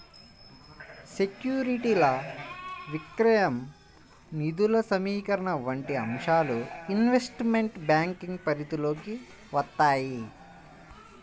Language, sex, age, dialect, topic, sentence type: Telugu, male, 25-30, Central/Coastal, banking, statement